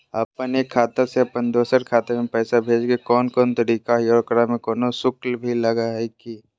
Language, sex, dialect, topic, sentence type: Magahi, female, Southern, banking, question